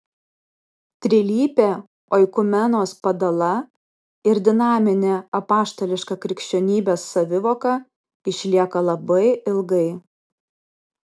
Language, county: Lithuanian, Alytus